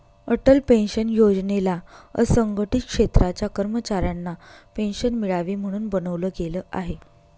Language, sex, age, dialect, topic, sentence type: Marathi, female, 31-35, Northern Konkan, banking, statement